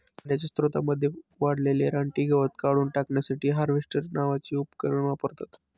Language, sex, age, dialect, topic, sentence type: Marathi, male, 25-30, Standard Marathi, agriculture, statement